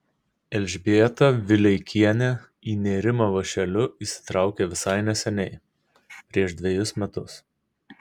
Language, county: Lithuanian, Kaunas